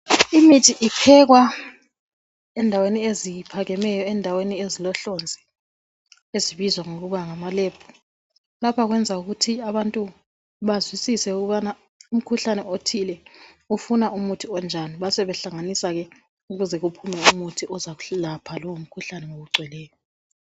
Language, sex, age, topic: North Ndebele, female, 36-49, health